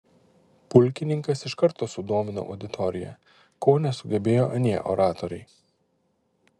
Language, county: Lithuanian, Panevėžys